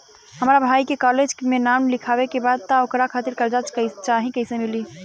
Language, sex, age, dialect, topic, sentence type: Bhojpuri, female, 25-30, Southern / Standard, banking, question